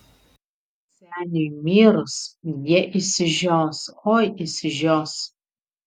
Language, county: Lithuanian, Utena